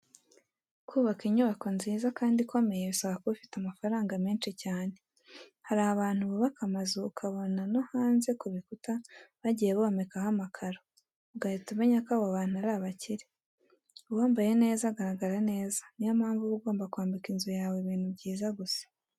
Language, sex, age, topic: Kinyarwanda, female, 18-24, education